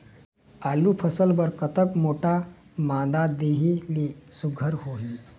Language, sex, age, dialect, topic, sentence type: Chhattisgarhi, male, 18-24, Eastern, agriculture, question